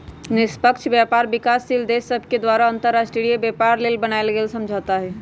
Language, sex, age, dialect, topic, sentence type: Magahi, female, 25-30, Western, banking, statement